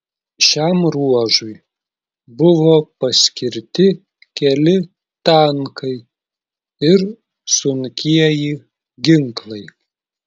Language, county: Lithuanian, Klaipėda